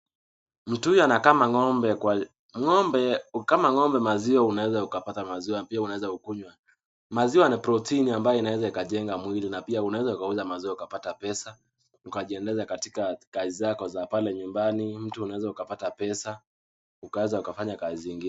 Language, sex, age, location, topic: Swahili, male, 18-24, Nakuru, agriculture